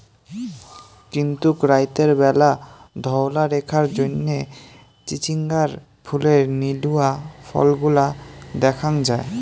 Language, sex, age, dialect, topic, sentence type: Bengali, male, 18-24, Rajbangshi, agriculture, statement